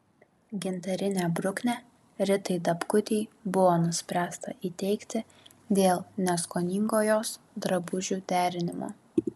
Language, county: Lithuanian, Kaunas